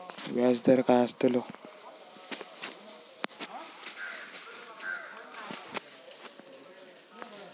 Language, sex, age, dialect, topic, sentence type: Marathi, male, 18-24, Southern Konkan, banking, question